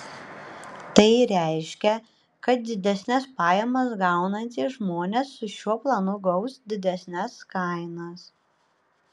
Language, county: Lithuanian, Panevėžys